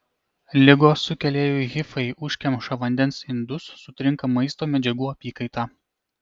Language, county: Lithuanian, Kaunas